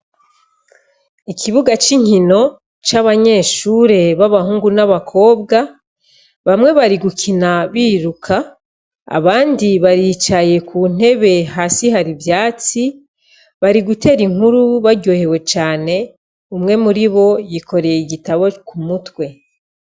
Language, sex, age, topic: Rundi, female, 36-49, education